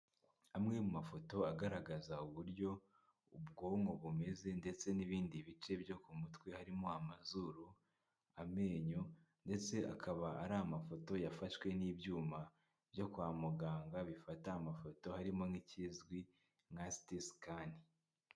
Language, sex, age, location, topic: Kinyarwanda, male, 25-35, Kigali, health